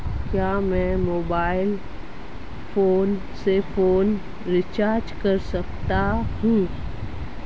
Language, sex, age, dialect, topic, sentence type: Hindi, female, 36-40, Marwari Dhudhari, banking, question